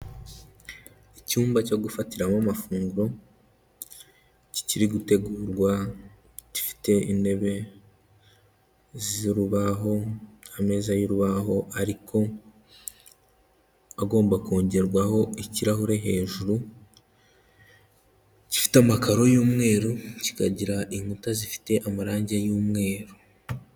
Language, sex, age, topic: Kinyarwanda, male, 18-24, finance